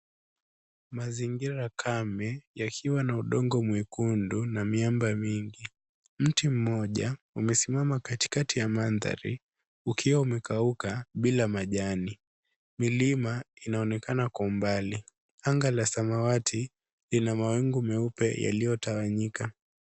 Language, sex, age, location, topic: Swahili, male, 18-24, Kisumu, health